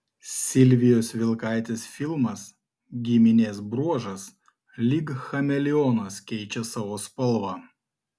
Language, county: Lithuanian, Klaipėda